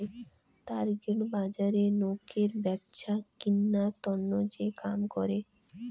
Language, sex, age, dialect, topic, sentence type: Bengali, female, 18-24, Rajbangshi, banking, statement